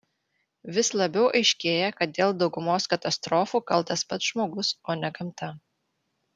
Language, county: Lithuanian, Vilnius